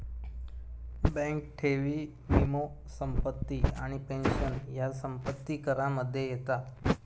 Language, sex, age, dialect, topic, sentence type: Marathi, male, 25-30, Southern Konkan, banking, statement